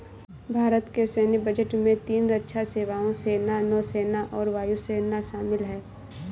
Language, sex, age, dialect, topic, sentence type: Hindi, female, 18-24, Awadhi Bundeli, banking, statement